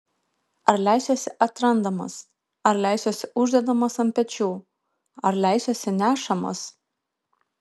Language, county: Lithuanian, Kaunas